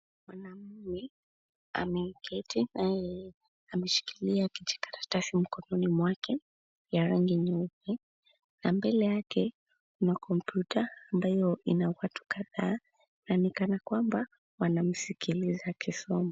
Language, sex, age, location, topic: Swahili, female, 18-24, Nairobi, education